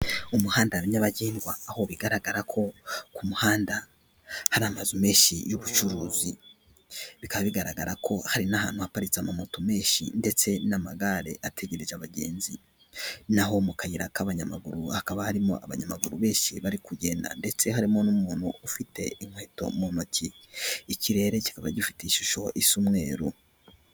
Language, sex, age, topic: Kinyarwanda, male, 18-24, government